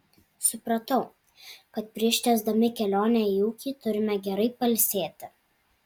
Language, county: Lithuanian, Alytus